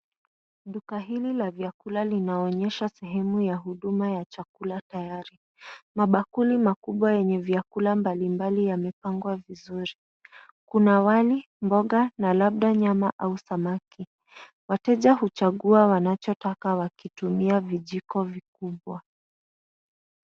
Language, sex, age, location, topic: Swahili, female, 25-35, Nairobi, finance